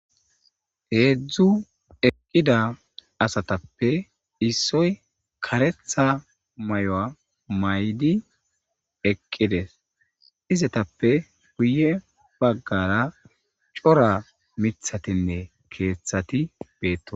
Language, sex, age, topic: Gamo, male, 25-35, government